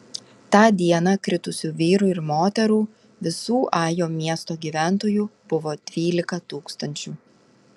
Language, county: Lithuanian, Telšiai